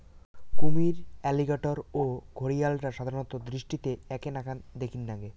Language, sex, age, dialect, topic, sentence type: Bengali, male, 18-24, Rajbangshi, agriculture, statement